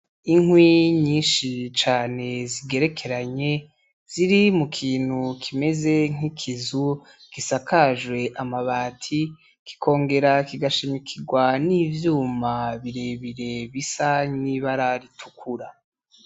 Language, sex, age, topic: Rundi, male, 18-24, agriculture